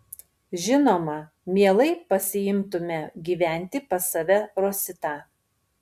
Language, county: Lithuanian, Panevėžys